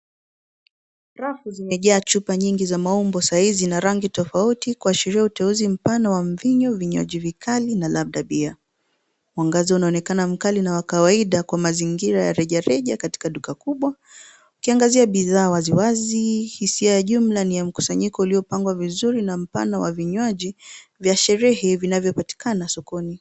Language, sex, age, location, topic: Swahili, female, 18-24, Nairobi, finance